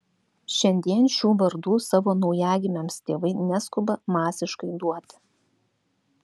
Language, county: Lithuanian, Klaipėda